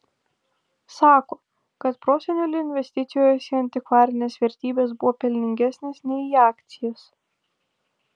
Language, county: Lithuanian, Vilnius